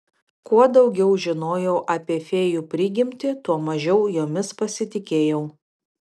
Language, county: Lithuanian, Vilnius